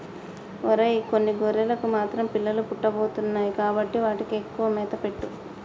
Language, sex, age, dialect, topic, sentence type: Telugu, female, 25-30, Telangana, agriculture, statement